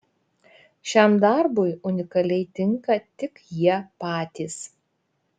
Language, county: Lithuanian, Šiauliai